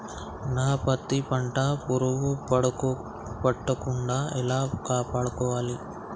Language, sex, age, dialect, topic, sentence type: Telugu, male, 60-100, Telangana, agriculture, question